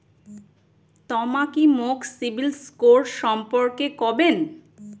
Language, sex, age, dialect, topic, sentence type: Bengali, male, 18-24, Rajbangshi, banking, statement